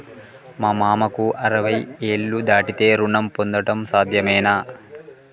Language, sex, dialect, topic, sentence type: Telugu, male, Telangana, banking, statement